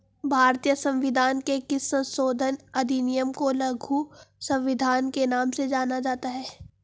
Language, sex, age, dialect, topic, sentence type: Hindi, female, 18-24, Hindustani Malvi Khadi Boli, banking, question